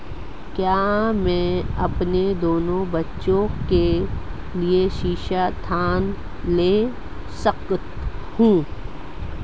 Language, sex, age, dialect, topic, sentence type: Hindi, female, 36-40, Marwari Dhudhari, banking, question